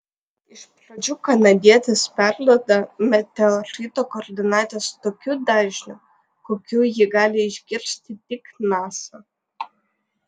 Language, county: Lithuanian, Vilnius